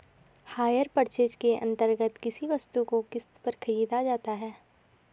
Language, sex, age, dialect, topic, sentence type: Hindi, female, 18-24, Garhwali, banking, statement